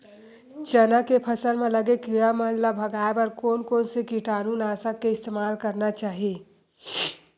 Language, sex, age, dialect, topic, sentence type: Chhattisgarhi, female, 31-35, Western/Budati/Khatahi, agriculture, question